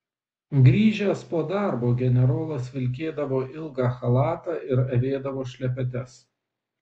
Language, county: Lithuanian, Vilnius